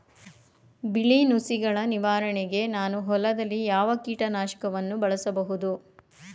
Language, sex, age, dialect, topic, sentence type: Kannada, female, 41-45, Mysore Kannada, agriculture, question